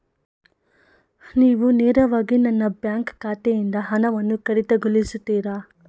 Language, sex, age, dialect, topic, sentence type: Kannada, female, 25-30, Mysore Kannada, banking, question